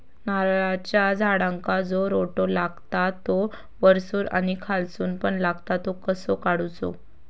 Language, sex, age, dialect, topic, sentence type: Marathi, female, 25-30, Southern Konkan, agriculture, question